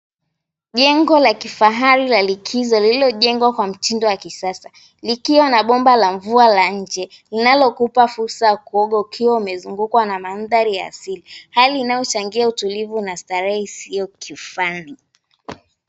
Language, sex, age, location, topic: Swahili, female, 18-24, Mombasa, government